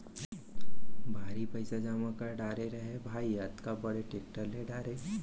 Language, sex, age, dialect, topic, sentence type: Chhattisgarhi, male, 60-100, Central, banking, statement